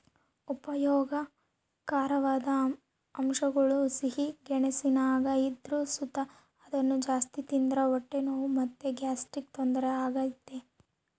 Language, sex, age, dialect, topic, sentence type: Kannada, female, 18-24, Central, agriculture, statement